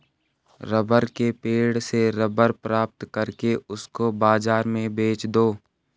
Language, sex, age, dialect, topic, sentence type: Hindi, male, 18-24, Garhwali, agriculture, statement